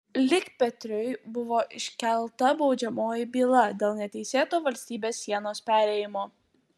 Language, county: Lithuanian, Utena